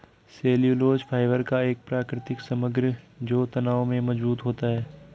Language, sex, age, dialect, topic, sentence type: Hindi, male, 56-60, Garhwali, agriculture, statement